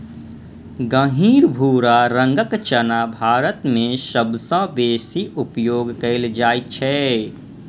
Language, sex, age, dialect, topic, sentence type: Maithili, male, 25-30, Eastern / Thethi, agriculture, statement